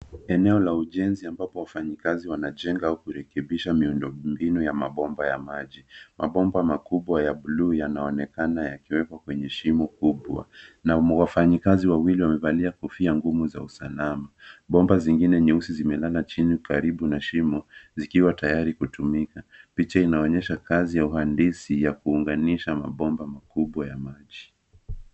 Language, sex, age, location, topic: Swahili, male, 25-35, Nairobi, government